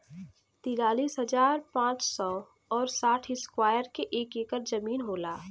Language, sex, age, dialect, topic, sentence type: Bhojpuri, female, 25-30, Western, agriculture, statement